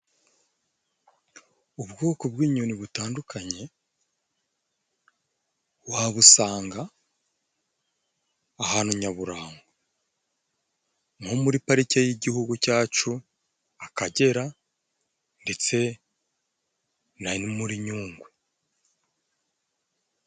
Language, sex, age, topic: Kinyarwanda, male, 25-35, agriculture